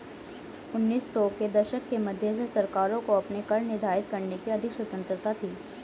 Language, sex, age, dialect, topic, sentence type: Hindi, female, 18-24, Hindustani Malvi Khadi Boli, banking, statement